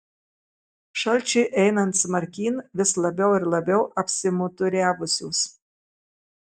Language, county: Lithuanian, Marijampolė